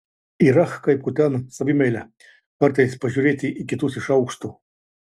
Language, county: Lithuanian, Klaipėda